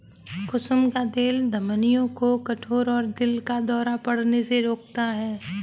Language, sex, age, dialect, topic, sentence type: Hindi, female, 18-24, Kanauji Braj Bhasha, agriculture, statement